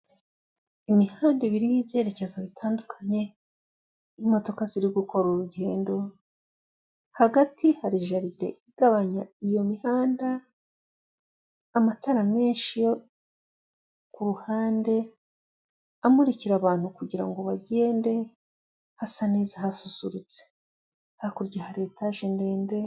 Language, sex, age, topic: Kinyarwanda, female, 36-49, finance